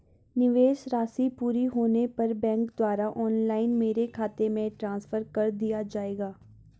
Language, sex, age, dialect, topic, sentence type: Hindi, female, 41-45, Garhwali, banking, question